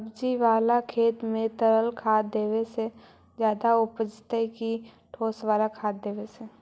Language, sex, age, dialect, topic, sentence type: Magahi, female, 18-24, Central/Standard, agriculture, question